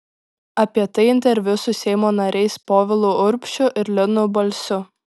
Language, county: Lithuanian, Šiauliai